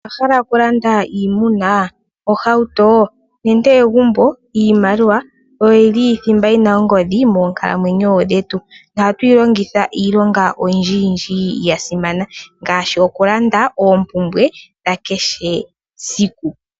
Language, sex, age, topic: Oshiwambo, female, 18-24, finance